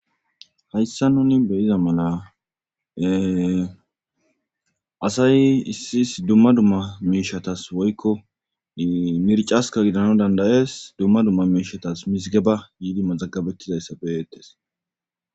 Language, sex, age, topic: Gamo, male, 25-35, government